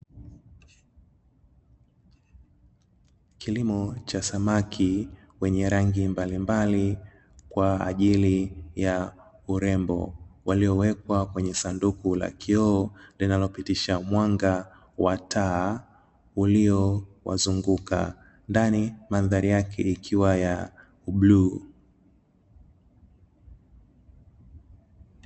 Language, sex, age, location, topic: Swahili, male, 25-35, Dar es Salaam, agriculture